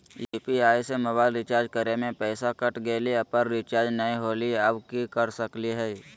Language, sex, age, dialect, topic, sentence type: Magahi, male, 18-24, Southern, banking, question